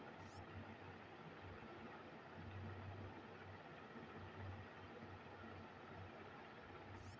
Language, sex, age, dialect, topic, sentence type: Magahi, female, 25-30, Western, banking, statement